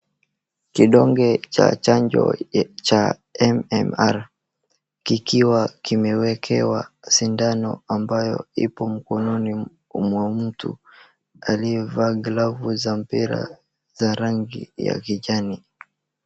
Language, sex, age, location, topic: Swahili, male, 36-49, Wajir, health